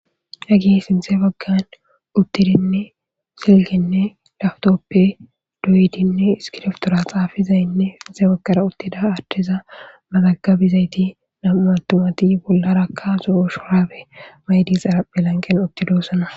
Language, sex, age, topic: Gamo, female, 18-24, government